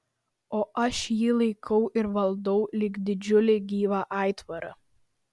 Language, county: Lithuanian, Vilnius